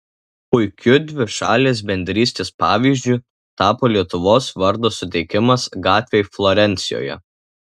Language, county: Lithuanian, Tauragė